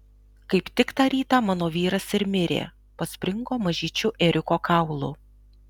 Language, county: Lithuanian, Alytus